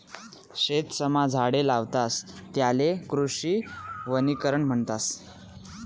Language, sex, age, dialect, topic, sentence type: Marathi, male, 18-24, Northern Konkan, agriculture, statement